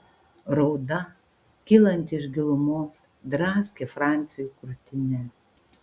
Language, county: Lithuanian, Panevėžys